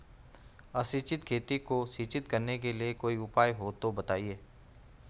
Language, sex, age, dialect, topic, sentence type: Hindi, male, 41-45, Garhwali, agriculture, question